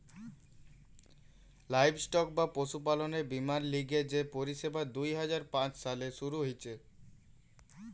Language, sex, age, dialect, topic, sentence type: Bengali, male, <18, Western, agriculture, statement